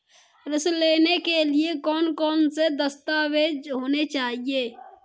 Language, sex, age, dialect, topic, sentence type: Hindi, male, 25-30, Kanauji Braj Bhasha, banking, question